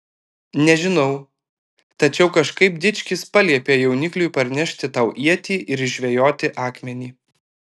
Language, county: Lithuanian, Alytus